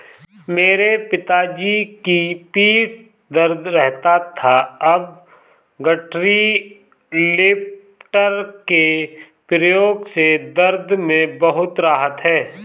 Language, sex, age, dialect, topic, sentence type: Hindi, male, 25-30, Awadhi Bundeli, agriculture, statement